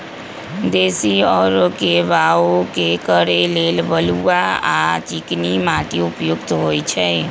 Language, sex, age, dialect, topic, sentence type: Magahi, female, 25-30, Western, agriculture, statement